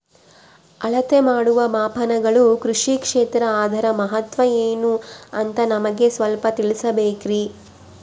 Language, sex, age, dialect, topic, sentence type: Kannada, female, 25-30, Central, agriculture, question